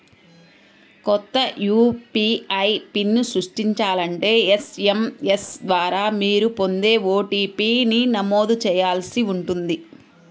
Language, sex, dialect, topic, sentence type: Telugu, female, Central/Coastal, banking, statement